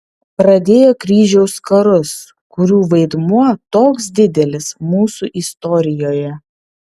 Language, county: Lithuanian, Vilnius